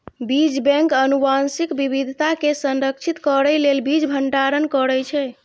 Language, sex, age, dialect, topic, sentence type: Maithili, female, 25-30, Eastern / Thethi, agriculture, statement